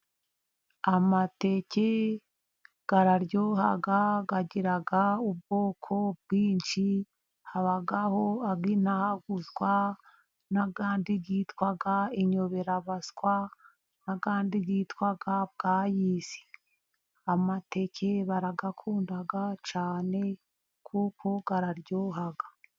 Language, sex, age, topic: Kinyarwanda, female, 50+, agriculture